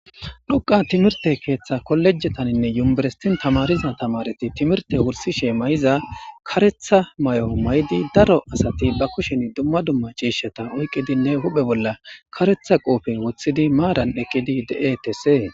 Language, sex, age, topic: Gamo, male, 25-35, government